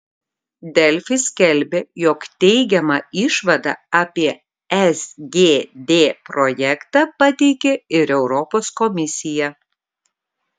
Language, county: Lithuanian, Kaunas